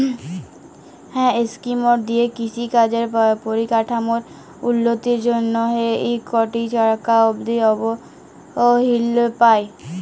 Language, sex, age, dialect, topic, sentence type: Bengali, female, 18-24, Jharkhandi, agriculture, statement